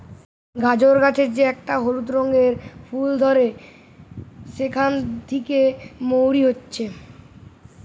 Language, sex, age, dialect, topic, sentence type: Bengali, male, 36-40, Western, agriculture, statement